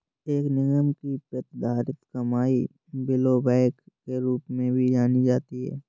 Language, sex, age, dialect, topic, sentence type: Hindi, male, 31-35, Awadhi Bundeli, banking, statement